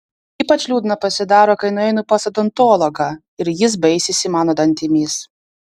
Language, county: Lithuanian, Vilnius